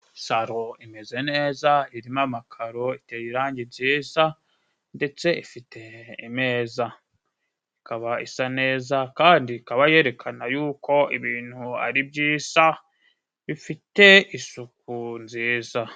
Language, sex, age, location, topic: Kinyarwanda, male, 25-35, Musanze, government